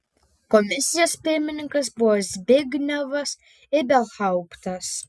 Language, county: Lithuanian, Panevėžys